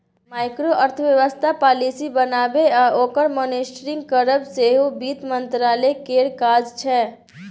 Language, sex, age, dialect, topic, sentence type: Maithili, female, 18-24, Bajjika, banking, statement